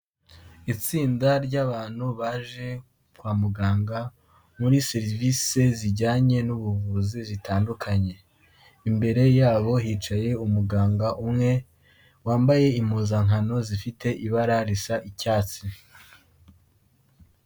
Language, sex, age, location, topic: Kinyarwanda, male, 18-24, Kigali, health